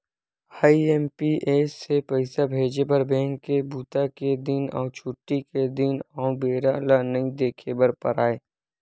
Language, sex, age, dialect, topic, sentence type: Chhattisgarhi, male, 18-24, Western/Budati/Khatahi, banking, statement